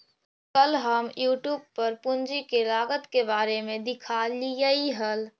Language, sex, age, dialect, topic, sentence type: Magahi, female, 18-24, Central/Standard, banking, statement